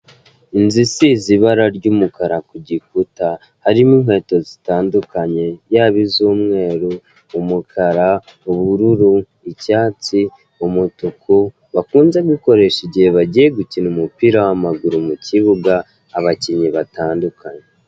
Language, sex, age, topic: Kinyarwanda, male, 18-24, finance